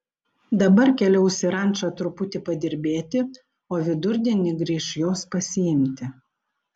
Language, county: Lithuanian, Panevėžys